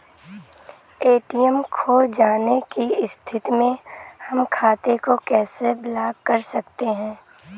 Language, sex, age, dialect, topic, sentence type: Bhojpuri, female, <18, Western, banking, question